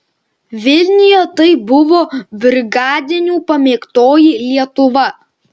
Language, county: Lithuanian, Šiauliai